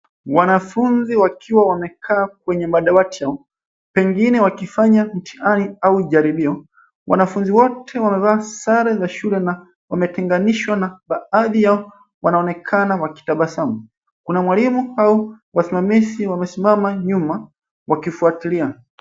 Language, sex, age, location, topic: Swahili, male, 25-35, Nairobi, education